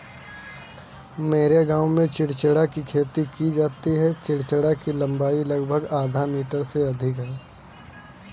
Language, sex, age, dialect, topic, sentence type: Hindi, male, 18-24, Kanauji Braj Bhasha, agriculture, statement